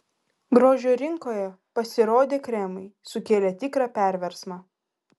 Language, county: Lithuanian, Vilnius